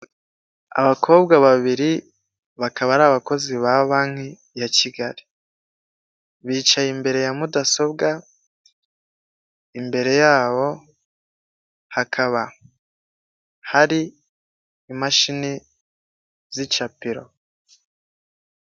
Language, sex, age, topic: Kinyarwanda, male, 18-24, finance